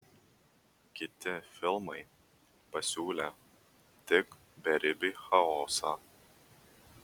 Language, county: Lithuanian, Vilnius